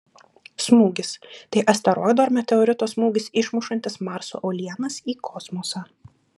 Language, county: Lithuanian, Klaipėda